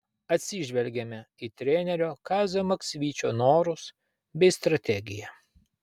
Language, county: Lithuanian, Vilnius